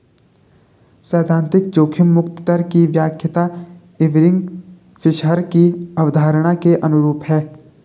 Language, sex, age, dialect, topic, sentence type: Hindi, male, 18-24, Garhwali, banking, statement